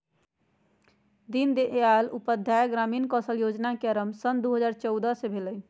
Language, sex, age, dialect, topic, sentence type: Magahi, female, 56-60, Western, banking, statement